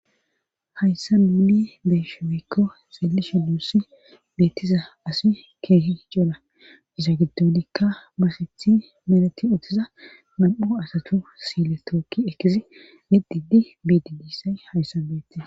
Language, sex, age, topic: Gamo, female, 36-49, government